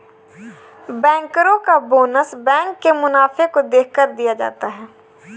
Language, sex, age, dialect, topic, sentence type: Hindi, female, 18-24, Kanauji Braj Bhasha, banking, statement